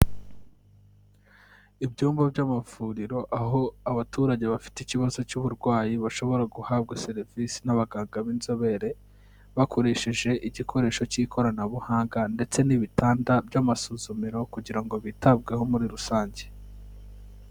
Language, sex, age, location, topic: Kinyarwanda, male, 18-24, Kigali, health